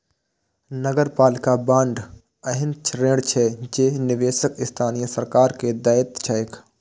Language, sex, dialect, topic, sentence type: Maithili, male, Eastern / Thethi, banking, statement